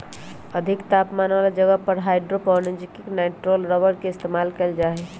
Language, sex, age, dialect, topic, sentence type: Magahi, male, 18-24, Western, agriculture, statement